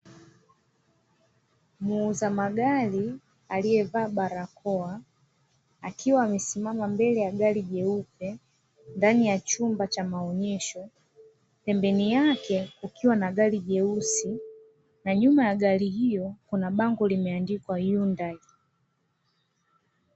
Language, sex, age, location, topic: Swahili, female, 25-35, Dar es Salaam, finance